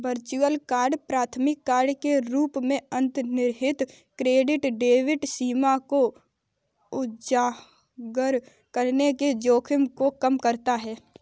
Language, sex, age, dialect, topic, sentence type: Hindi, female, 18-24, Kanauji Braj Bhasha, banking, statement